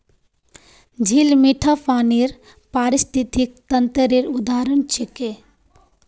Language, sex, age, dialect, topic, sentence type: Magahi, female, 18-24, Northeastern/Surjapuri, agriculture, statement